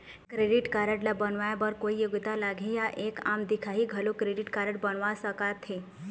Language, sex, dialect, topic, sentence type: Chhattisgarhi, female, Eastern, banking, question